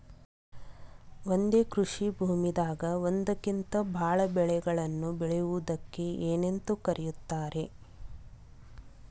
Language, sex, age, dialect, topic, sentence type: Kannada, female, 36-40, Dharwad Kannada, agriculture, question